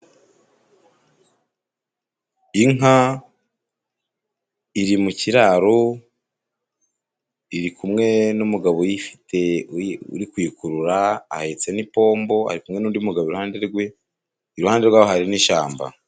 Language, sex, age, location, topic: Kinyarwanda, male, 50+, Musanze, agriculture